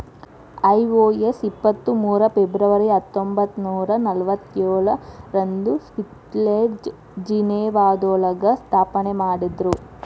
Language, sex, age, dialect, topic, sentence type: Kannada, female, 18-24, Dharwad Kannada, banking, statement